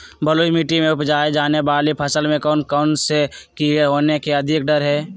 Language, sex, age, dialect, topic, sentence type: Magahi, male, 25-30, Western, agriculture, question